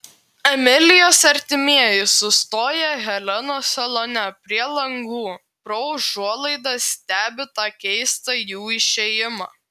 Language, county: Lithuanian, Klaipėda